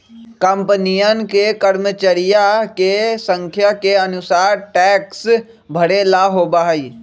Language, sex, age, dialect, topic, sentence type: Magahi, male, 18-24, Western, banking, statement